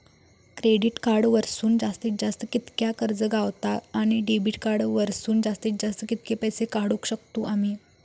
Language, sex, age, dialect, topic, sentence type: Marathi, female, 18-24, Southern Konkan, banking, question